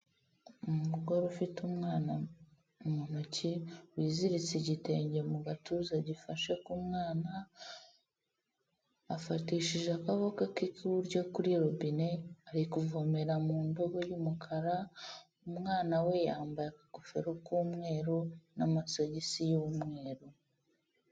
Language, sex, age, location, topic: Kinyarwanda, female, 25-35, Huye, health